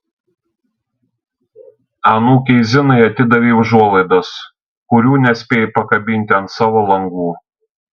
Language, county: Lithuanian, Šiauliai